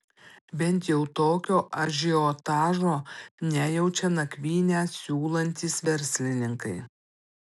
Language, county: Lithuanian, Panevėžys